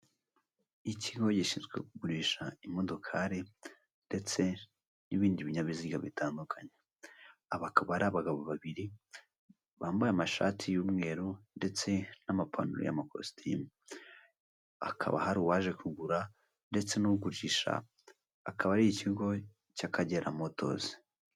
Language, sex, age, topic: Kinyarwanda, male, 18-24, finance